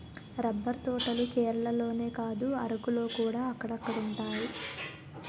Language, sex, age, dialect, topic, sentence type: Telugu, female, 18-24, Utterandhra, agriculture, statement